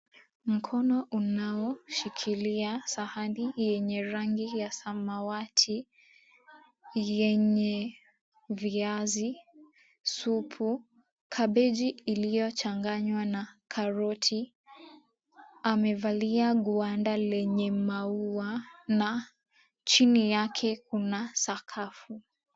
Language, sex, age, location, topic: Swahili, female, 18-24, Mombasa, agriculture